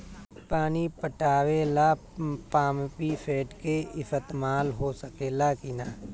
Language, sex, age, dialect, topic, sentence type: Bhojpuri, male, 36-40, Northern, agriculture, question